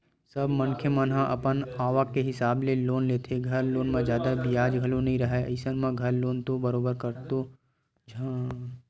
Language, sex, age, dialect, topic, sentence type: Chhattisgarhi, male, 18-24, Western/Budati/Khatahi, banking, statement